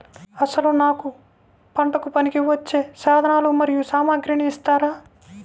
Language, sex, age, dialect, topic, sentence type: Telugu, female, 25-30, Central/Coastal, agriculture, question